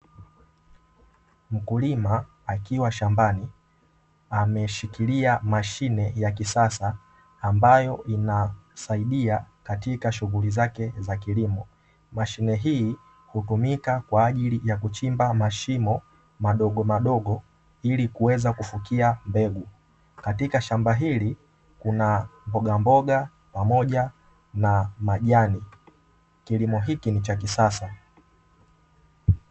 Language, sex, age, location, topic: Swahili, male, 18-24, Dar es Salaam, agriculture